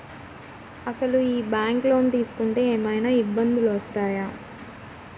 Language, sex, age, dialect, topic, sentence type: Telugu, female, 51-55, Central/Coastal, banking, question